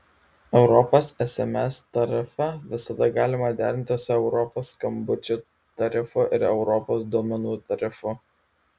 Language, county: Lithuanian, Vilnius